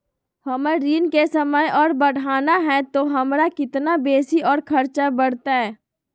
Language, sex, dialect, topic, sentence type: Magahi, female, Southern, banking, question